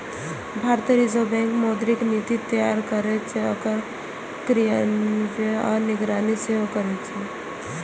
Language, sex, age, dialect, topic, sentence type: Maithili, female, 18-24, Eastern / Thethi, banking, statement